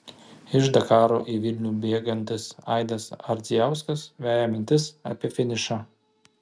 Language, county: Lithuanian, Kaunas